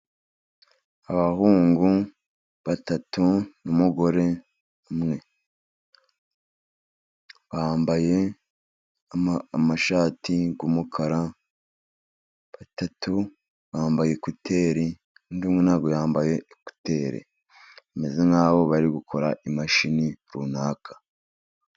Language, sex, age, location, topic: Kinyarwanda, male, 50+, Musanze, education